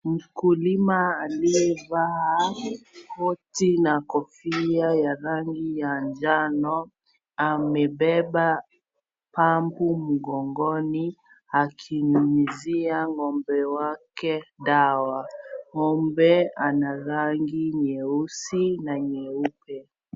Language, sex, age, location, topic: Swahili, female, 25-35, Kisii, agriculture